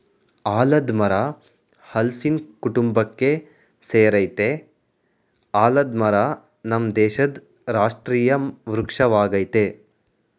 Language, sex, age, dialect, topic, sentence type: Kannada, male, 18-24, Mysore Kannada, agriculture, statement